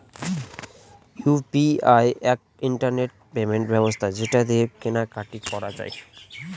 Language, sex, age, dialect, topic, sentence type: Bengali, male, 25-30, Northern/Varendri, banking, statement